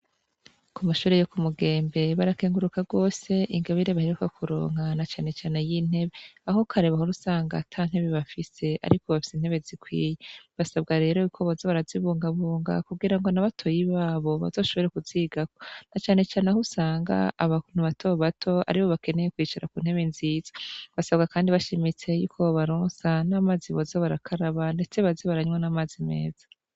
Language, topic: Rundi, education